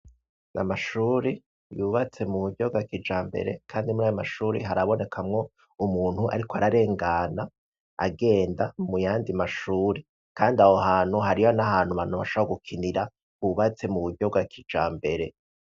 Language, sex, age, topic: Rundi, male, 36-49, education